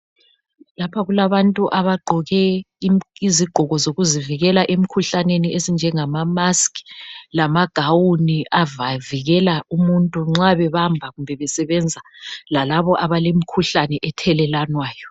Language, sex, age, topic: North Ndebele, male, 36-49, health